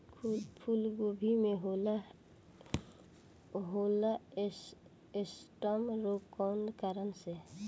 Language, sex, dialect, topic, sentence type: Bhojpuri, female, Northern, agriculture, question